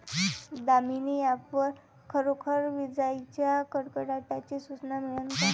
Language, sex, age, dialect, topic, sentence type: Marathi, female, 18-24, Varhadi, agriculture, question